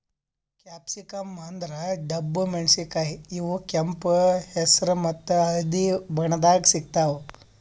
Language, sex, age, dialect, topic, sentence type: Kannada, male, 18-24, Northeastern, agriculture, statement